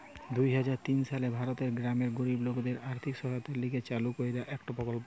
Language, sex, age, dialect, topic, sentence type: Bengali, male, 18-24, Western, banking, statement